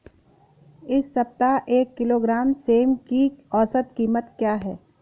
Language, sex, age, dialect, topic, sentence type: Hindi, female, 18-24, Awadhi Bundeli, agriculture, question